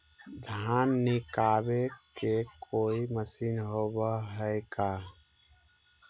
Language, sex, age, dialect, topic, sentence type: Magahi, male, 60-100, Central/Standard, agriculture, question